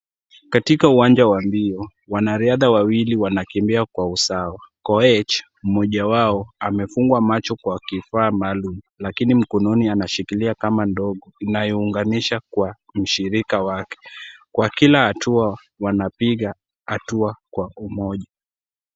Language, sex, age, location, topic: Swahili, male, 18-24, Kisumu, education